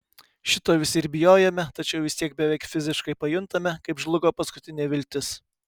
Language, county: Lithuanian, Kaunas